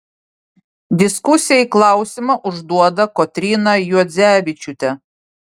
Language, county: Lithuanian, Vilnius